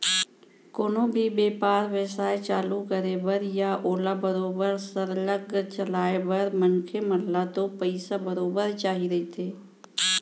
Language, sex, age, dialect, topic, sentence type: Chhattisgarhi, female, 41-45, Central, banking, statement